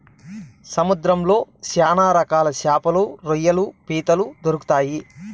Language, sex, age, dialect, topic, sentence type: Telugu, male, 31-35, Southern, agriculture, statement